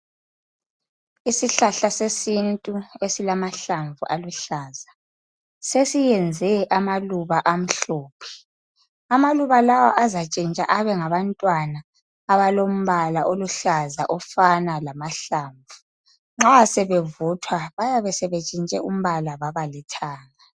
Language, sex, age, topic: North Ndebele, female, 25-35, health